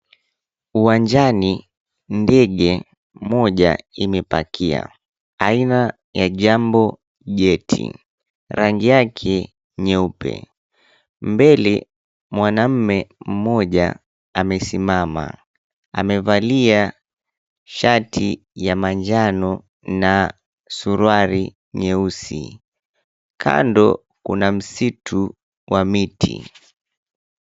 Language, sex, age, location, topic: Swahili, male, 25-35, Mombasa, government